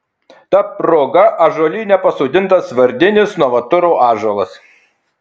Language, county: Lithuanian, Kaunas